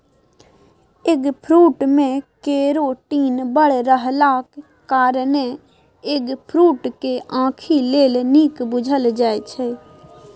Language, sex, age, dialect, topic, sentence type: Maithili, female, 18-24, Bajjika, agriculture, statement